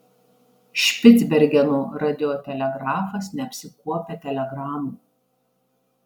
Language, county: Lithuanian, Marijampolė